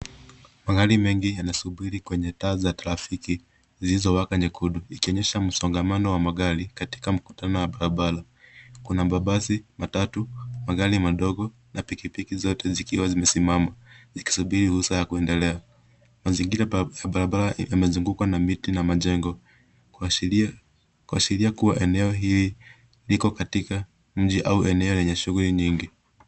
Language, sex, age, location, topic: Swahili, male, 25-35, Nairobi, government